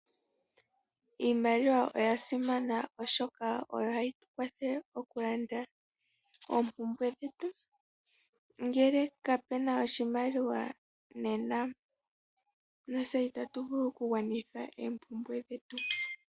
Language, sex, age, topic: Oshiwambo, female, 18-24, finance